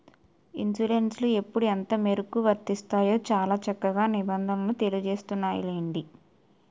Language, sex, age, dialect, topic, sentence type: Telugu, female, 18-24, Utterandhra, banking, statement